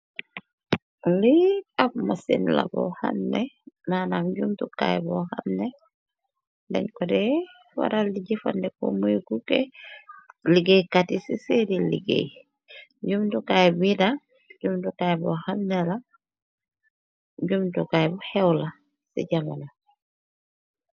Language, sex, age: Wolof, female, 18-24